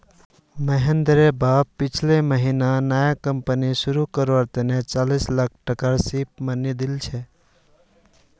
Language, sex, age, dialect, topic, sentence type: Magahi, male, 31-35, Northeastern/Surjapuri, banking, statement